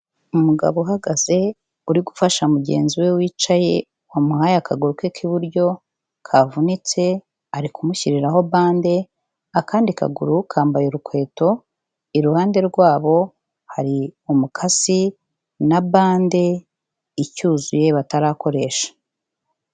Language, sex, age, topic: Kinyarwanda, female, 36-49, health